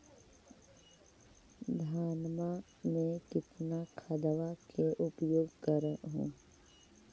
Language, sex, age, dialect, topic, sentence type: Magahi, male, 31-35, Central/Standard, agriculture, question